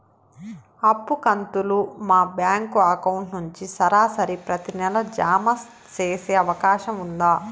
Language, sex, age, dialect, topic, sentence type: Telugu, male, 56-60, Southern, banking, question